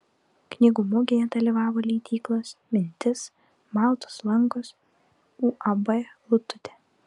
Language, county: Lithuanian, Klaipėda